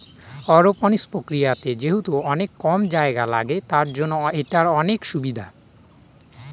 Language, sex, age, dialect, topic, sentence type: Bengali, male, 25-30, Northern/Varendri, agriculture, statement